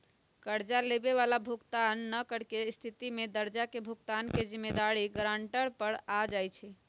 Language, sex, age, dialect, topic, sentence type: Magahi, female, 31-35, Western, banking, statement